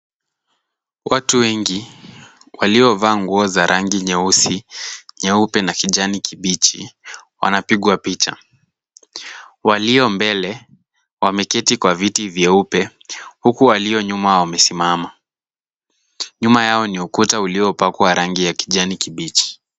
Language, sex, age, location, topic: Swahili, male, 18-24, Kisumu, government